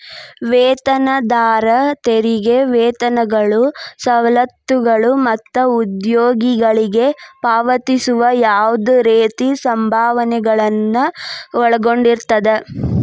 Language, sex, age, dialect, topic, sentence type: Kannada, female, 18-24, Dharwad Kannada, banking, statement